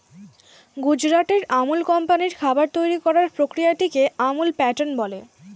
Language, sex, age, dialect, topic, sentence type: Bengali, female, <18, Standard Colloquial, agriculture, statement